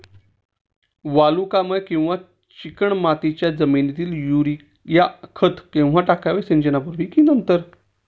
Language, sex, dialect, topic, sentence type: Marathi, male, Standard Marathi, agriculture, question